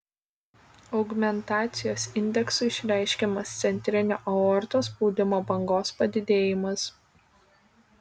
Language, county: Lithuanian, Kaunas